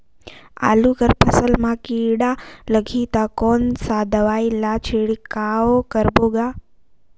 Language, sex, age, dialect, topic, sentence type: Chhattisgarhi, female, 18-24, Northern/Bhandar, agriculture, question